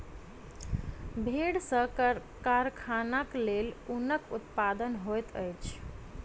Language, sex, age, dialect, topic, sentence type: Maithili, female, 25-30, Southern/Standard, agriculture, statement